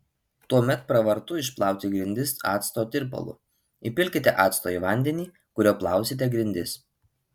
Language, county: Lithuanian, Alytus